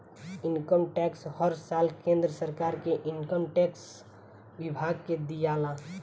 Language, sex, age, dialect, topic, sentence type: Bhojpuri, female, 18-24, Southern / Standard, banking, statement